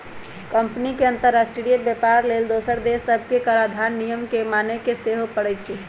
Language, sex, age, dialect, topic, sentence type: Magahi, male, 18-24, Western, banking, statement